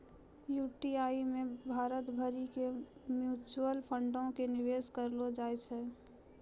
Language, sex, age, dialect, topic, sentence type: Maithili, female, 25-30, Angika, banking, statement